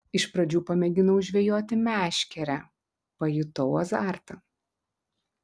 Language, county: Lithuanian, Klaipėda